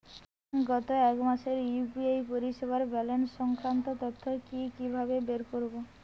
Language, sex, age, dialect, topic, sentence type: Bengali, female, 18-24, Rajbangshi, banking, question